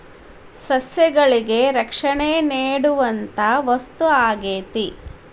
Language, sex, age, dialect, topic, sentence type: Kannada, female, 36-40, Dharwad Kannada, agriculture, statement